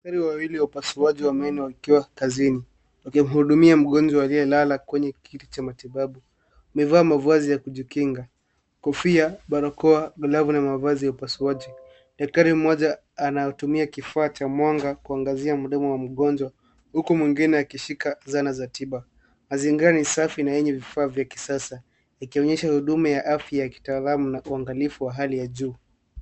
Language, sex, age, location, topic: Swahili, male, 18-24, Nairobi, health